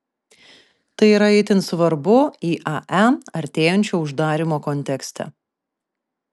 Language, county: Lithuanian, Vilnius